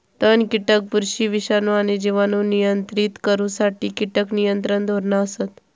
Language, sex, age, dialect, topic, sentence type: Marathi, female, 31-35, Southern Konkan, agriculture, statement